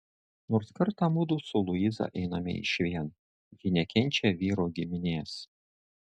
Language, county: Lithuanian, Šiauliai